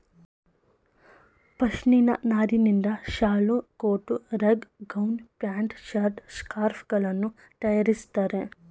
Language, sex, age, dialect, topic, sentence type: Kannada, female, 25-30, Mysore Kannada, agriculture, statement